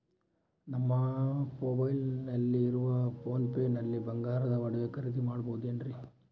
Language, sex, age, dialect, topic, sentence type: Kannada, male, 18-24, Central, banking, question